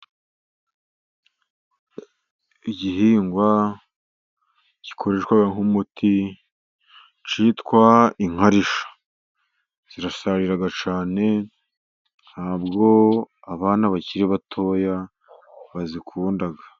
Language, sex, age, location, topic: Kinyarwanda, male, 50+, Musanze, agriculture